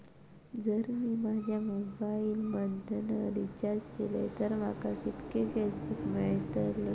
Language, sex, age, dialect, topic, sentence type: Marathi, female, 18-24, Southern Konkan, banking, question